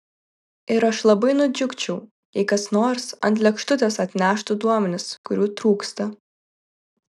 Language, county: Lithuanian, Vilnius